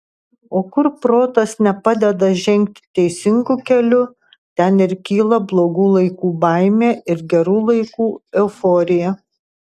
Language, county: Lithuanian, Tauragė